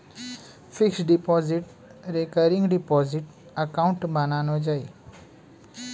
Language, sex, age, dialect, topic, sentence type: Bengali, male, 25-30, Standard Colloquial, banking, statement